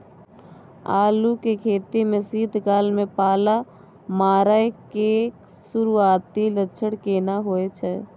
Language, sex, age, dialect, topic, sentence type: Maithili, female, 25-30, Bajjika, agriculture, question